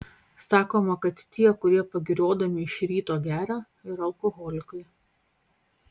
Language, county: Lithuanian, Panevėžys